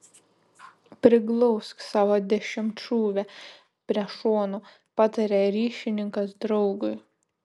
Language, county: Lithuanian, Šiauliai